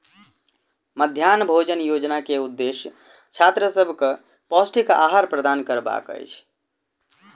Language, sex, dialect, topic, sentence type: Maithili, male, Southern/Standard, agriculture, statement